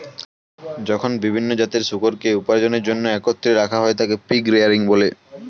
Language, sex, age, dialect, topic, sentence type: Bengali, male, 18-24, Standard Colloquial, agriculture, statement